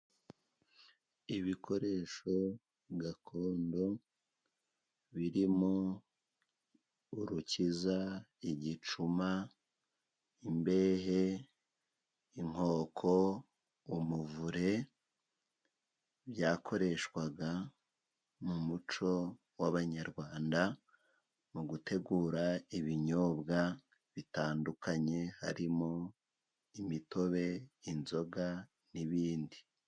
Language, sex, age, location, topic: Kinyarwanda, male, 36-49, Musanze, government